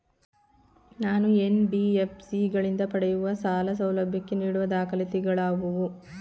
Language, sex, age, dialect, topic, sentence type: Kannada, female, 31-35, Mysore Kannada, banking, question